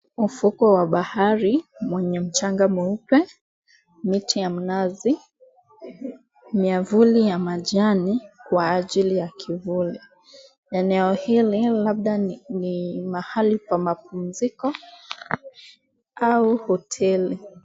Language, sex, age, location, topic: Swahili, female, 18-24, Mombasa, government